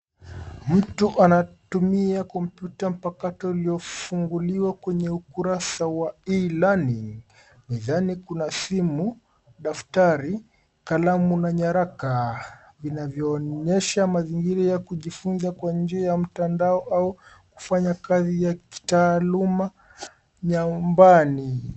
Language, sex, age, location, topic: Swahili, male, 25-35, Nairobi, education